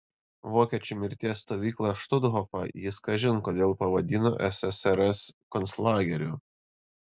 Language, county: Lithuanian, Panevėžys